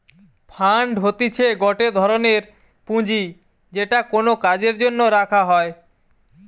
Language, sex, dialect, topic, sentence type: Bengali, male, Western, banking, statement